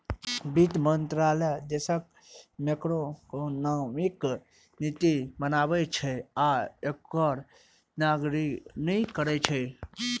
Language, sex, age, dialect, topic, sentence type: Maithili, male, 25-30, Eastern / Thethi, banking, statement